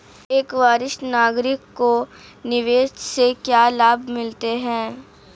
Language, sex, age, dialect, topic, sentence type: Hindi, female, 18-24, Marwari Dhudhari, banking, question